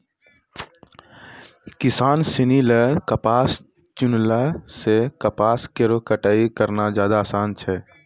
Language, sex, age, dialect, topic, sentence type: Maithili, male, 18-24, Angika, agriculture, statement